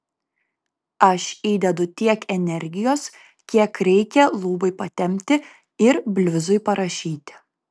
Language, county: Lithuanian, Kaunas